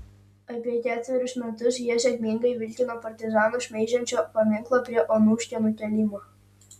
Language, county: Lithuanian, Utena